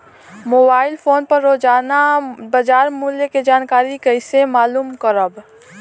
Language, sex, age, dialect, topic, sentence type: Bhojpuri, female, 18-24, Southern / Standard, agriculture, question